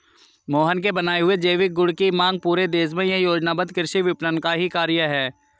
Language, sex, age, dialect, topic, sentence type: Hindi, male, 31-35, Hindustani Malvi Khadi Boli, agriculture, statement